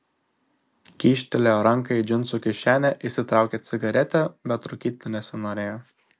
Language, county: Lithuanian, Šiauliai